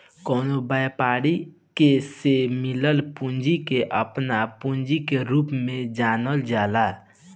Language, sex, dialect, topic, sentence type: Bhojpuri, male, Southern / Standard, banking, statement